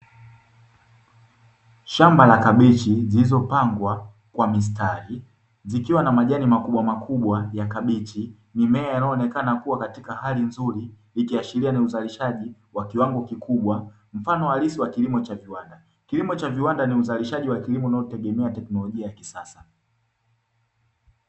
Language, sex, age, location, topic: Swahili, male, 18-24, Dar es Salaam, agriculture